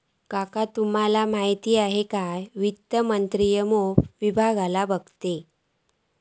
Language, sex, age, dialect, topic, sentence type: Marathi, female, 41-45, Southern Konkan, banking, statement